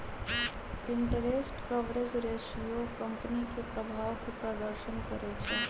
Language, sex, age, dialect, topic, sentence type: Magahi, female, 31-35, Western, banking, statement